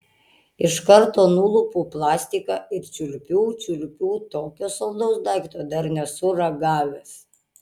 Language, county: Lithuanian, Utena